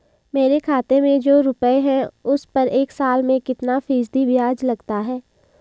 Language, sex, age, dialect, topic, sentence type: Hindi, female, 18-24, Hindustani Malvi Khadi Boli, banking, question